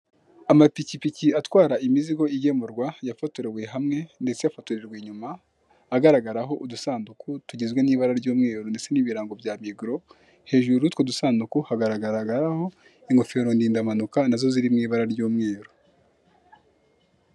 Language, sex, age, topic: Kinyarwanda, male, 25-35, finance